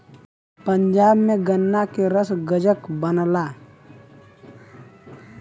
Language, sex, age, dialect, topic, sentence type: Bhojpuri, male, 25-30, Western, agriculture, statement